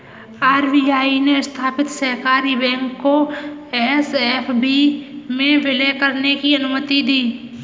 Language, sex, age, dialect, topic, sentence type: Hindi, female, 18-24, Kanauji Braj Bhasha, banking, statement